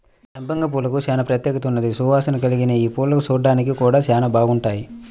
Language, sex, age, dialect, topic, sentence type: Telugu, male, 25-30, Central/Coastal, agriculture, statement